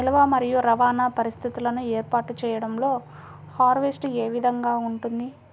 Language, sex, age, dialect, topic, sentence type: Telugu, female, 41-45, Central/Coastal, agriculture, question